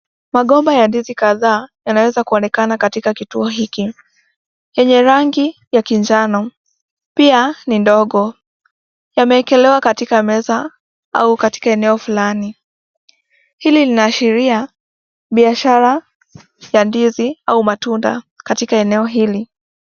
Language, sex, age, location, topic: Swahili, female, 18-24, Nakuru, finance